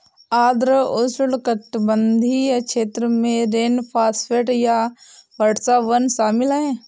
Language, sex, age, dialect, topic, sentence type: Hindi, female, 18-24, Awadhi Bundeli, agriculture, statement